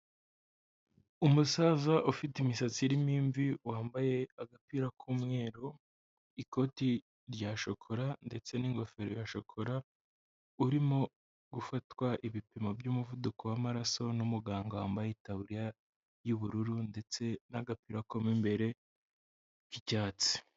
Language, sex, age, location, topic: Kinyarwanda, male, 18-24, Huye, health